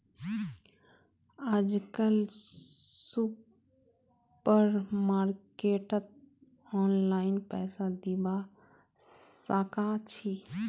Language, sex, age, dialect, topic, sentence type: Magahi, female, 25-30, Northeastern/Surjapuri, agriculture, statement